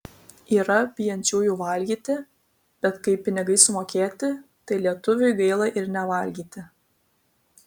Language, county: Lithuanian, Vilnius